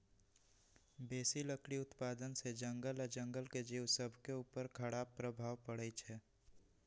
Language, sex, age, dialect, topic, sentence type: Magahi, male, 18-24, Western, agriculture, statement